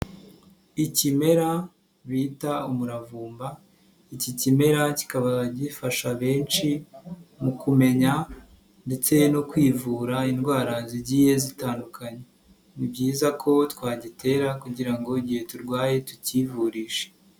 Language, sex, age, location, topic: Kinyarwanda, male, 18-24, Nyagatare, health